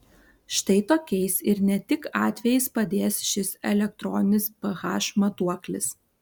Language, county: Lithuanian, Alytus